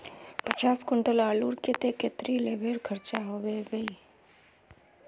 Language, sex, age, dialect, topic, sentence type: Magahi, female, 31-35, Northeastern/Surjapuri, agriculture, question